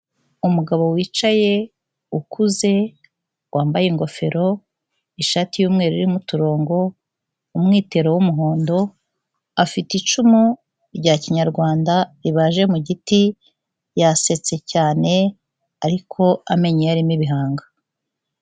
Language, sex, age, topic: Kinyarwanda, female, 36-49, health